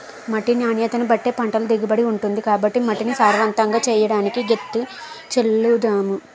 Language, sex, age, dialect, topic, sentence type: Telugu, female, 18-24, Utterandhra, agriculture, statement